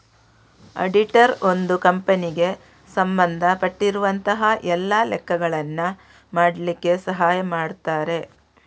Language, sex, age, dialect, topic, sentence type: Kannada, female, 36-40, Coastal/Dakshin, banking, statement